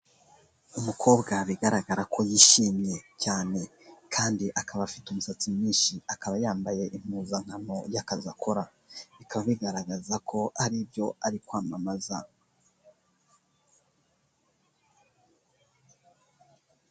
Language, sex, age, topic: Kinyarwanda, male, 18-24, finance